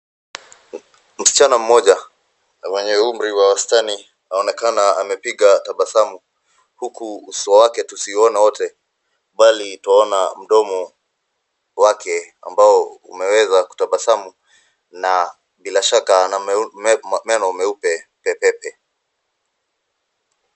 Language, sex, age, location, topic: Swahili, male, 25-35, Nairobi, health